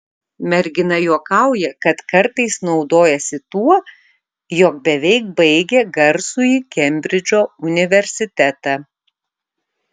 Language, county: Lithuanian, Kaunas